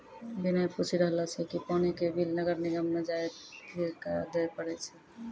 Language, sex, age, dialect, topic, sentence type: Maithili, female, 31-35, Angika, banking, statement